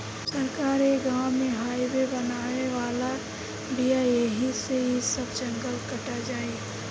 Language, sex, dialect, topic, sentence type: Bhojpuri, female, Southern / Standard, agriculture, statement